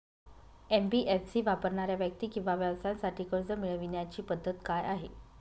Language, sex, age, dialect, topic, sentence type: Marathi, female, 18-24, Northern Konkan, banking, question